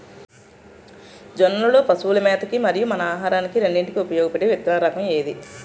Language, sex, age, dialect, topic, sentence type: Telugu, female, 41-45, Utterandhra, agriculture, question